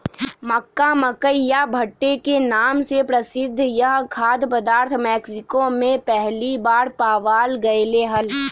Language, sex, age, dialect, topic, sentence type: Magahi, male, 18-24, Western, agriculture, statement